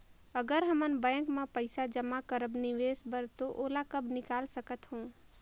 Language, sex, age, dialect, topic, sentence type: Chhattisgarhi, female, 18-24, Northern/Bhandar, banking, question